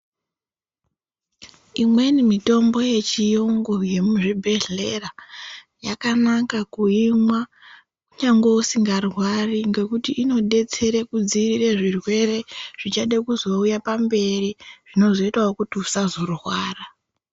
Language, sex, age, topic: Ndau, female, 18-24, health